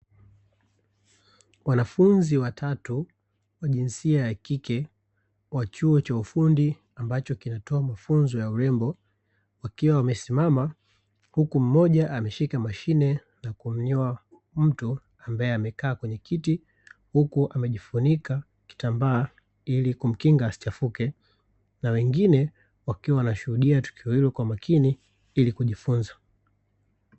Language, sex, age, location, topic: Swahili, male, 36-49, Dar es Salaam, education